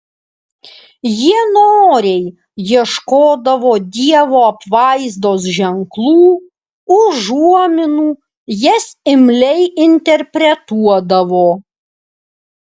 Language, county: Lithuanian, Alytus